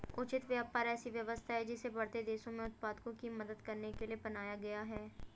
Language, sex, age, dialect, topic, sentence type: Hindi, female, 25-30, Hindustani Malvi Khadi Boli, banking, statement